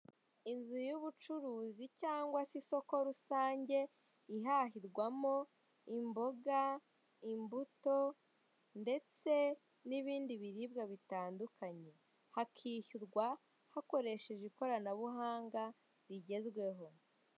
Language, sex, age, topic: Kinyarwanda, female, 18-24, finance